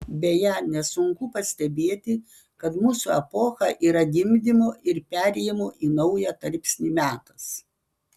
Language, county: Lithuanian, Panevėžys